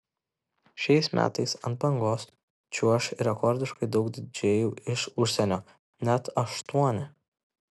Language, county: Lithuanian, Kaunas